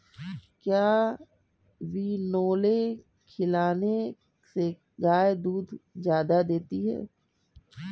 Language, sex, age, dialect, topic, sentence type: Hindi, female, 36-40, Kanauji Braj Bhasha, agriculture, question